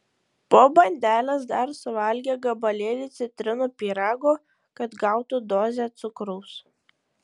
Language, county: Lithuanian, Šiauliai